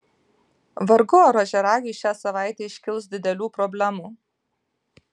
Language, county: Lithuanian, Vilnius